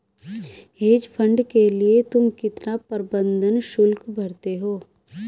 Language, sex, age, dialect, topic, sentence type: Hindi, female, 25-30, Hindustani Malvi Khadi Boli, banking, statement